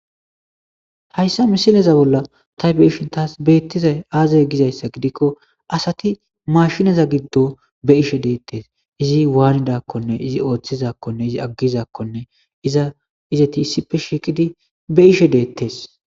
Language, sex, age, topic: Gamo, male, 18-24, agriculture